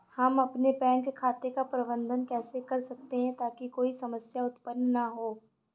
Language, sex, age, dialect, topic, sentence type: Hindi, female, 25-30, Awadhi Bundeli, banking, question